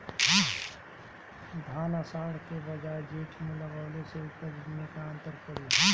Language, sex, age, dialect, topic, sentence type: Bhojpuri, male, 36-40, Northern, agriculture, question